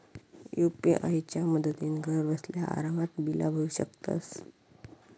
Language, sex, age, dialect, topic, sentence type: Marathi, female, 25-30, Southern Konkan, banking, statement